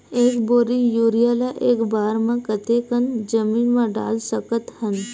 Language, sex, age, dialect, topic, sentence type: Chhattisgarhi, female, 25-30, Western/Budati/Khatahi, agriculture, question